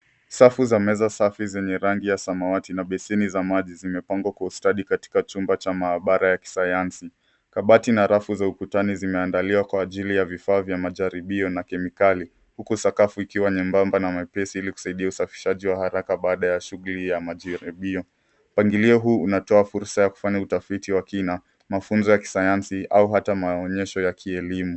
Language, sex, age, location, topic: Swahili, male, 18-24, Nairobi, education